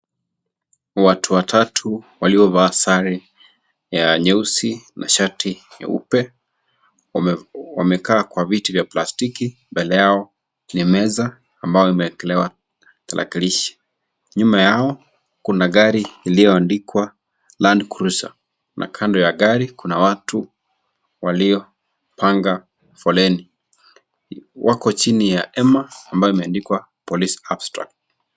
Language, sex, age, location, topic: Swahili, male, 25-35, Kisii, government